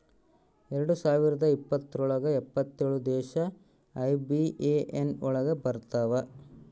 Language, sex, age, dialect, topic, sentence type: Kannada, male, 18-24, Central, banking, statement